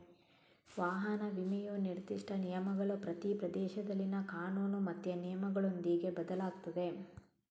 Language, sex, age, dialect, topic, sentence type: Kannada, female, 18-24, Coastal/Dakshin, banking, statement